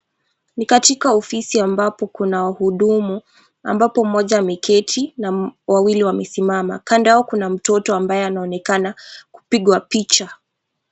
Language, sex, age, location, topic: Swahili, female, 36-49, Nakuru, government